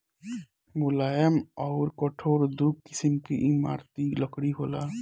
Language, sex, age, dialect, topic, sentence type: Bhojpuri, male, 18-24, Northern, agriculture, statement